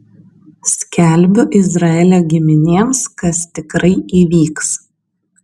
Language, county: Lithuanian, Kaunas